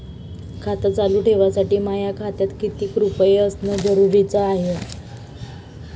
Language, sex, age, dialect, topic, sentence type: Marathi, female, 41-45, Varhadi, banking, question